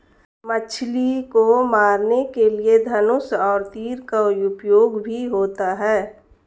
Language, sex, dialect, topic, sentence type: Hindi, female, Marwari Dhudhari, agriculture, statement